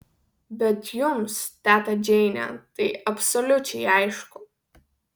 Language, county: Lithuanian, Vilnius